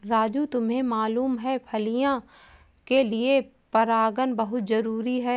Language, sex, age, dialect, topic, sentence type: Hindi, female, 18-24, Awadhi Bundeli, agriculture, statement